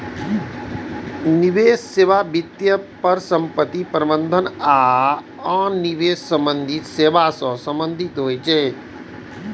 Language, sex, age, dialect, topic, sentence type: Maithili, male, 41-45, Eastern / Thethi, banking, statement